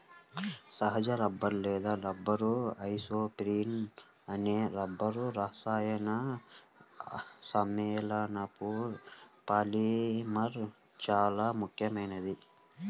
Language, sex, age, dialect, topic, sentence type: Telugu, male, 18-24, Central/Coastal, agriculture, statement